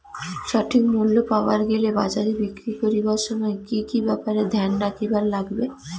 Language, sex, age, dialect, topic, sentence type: Bengali, female, 18-24, Rajbangshi, agriculture, question